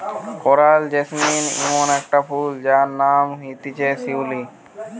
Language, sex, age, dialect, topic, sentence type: Bengali, male, 18-24, Western, agriculture, statement